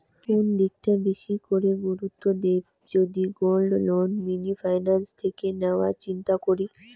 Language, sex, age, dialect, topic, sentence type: Bengali, female, 18-24, Rajbangshi, banking, question